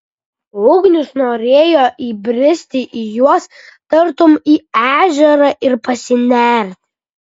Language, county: Lithuanian, Kaunas